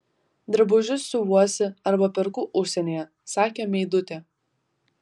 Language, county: Lithuanian, Vilnius